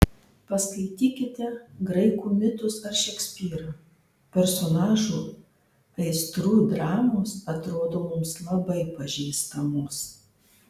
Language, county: Lithuanian, Marijampolė